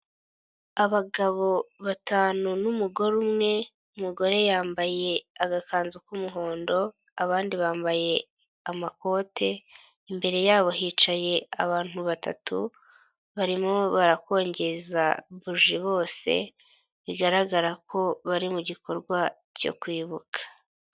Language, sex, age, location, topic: Kinyarwanda, female, 18-24, Nyagatare, government